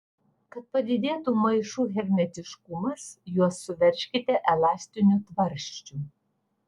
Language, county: Lithuanian, Vilnius